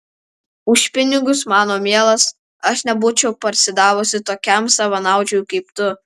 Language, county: Lithuanian, Alytus